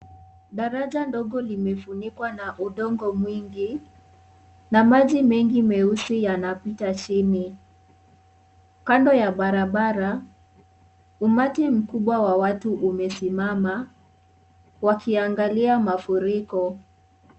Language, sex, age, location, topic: Swahili, female, 36-49, Kisii, health